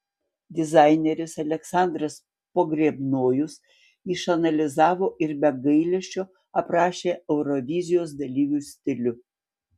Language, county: Lithuanian, Panevėžys